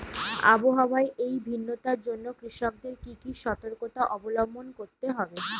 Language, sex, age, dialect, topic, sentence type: Bengali, female, 25-30, Northern/Varendri, agriculture, question